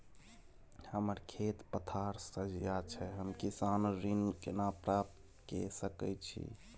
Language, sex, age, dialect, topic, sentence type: Maithili, male, 18-24, Bajjika, banking, question